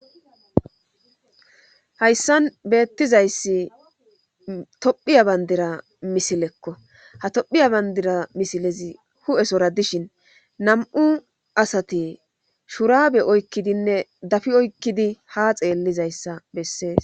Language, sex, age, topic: Gamo, female, 25-35, government